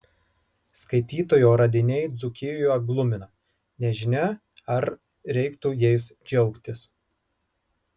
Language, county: Lithuanian, Marijampolė